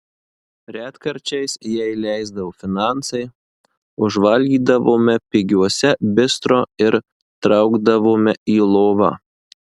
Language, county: Lithuanian, Marijampolė